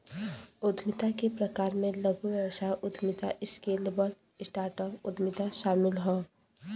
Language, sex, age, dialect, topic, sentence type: Bhojpuri, female, 18-24, Western, banking, statement